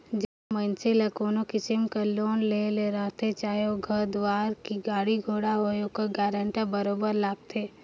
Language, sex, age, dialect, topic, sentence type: Chhattisgarhi, female, 18-24, Northern/Bhandar, banking, statement